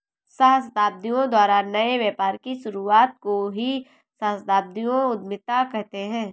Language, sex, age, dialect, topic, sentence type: Hindi, female, 18-24, Awadhi Bundeli, banking, statement